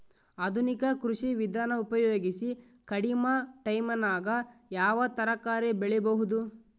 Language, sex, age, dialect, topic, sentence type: Kannada, male, 31-35, Northeastern, agriculture, question